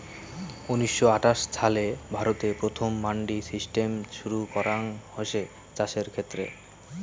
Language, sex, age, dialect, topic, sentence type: Bengali, male, 60-100, Rajbangshi, agriculture, statement